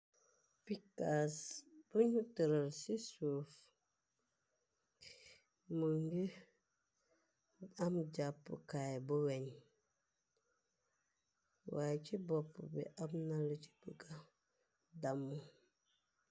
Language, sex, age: Wolof, female, 25-35